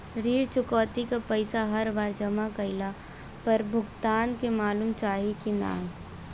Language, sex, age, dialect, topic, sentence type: Bhojpuri, female, 18-24, Western, banking, question